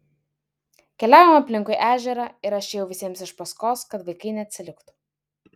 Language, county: Lithuanian, Vilnius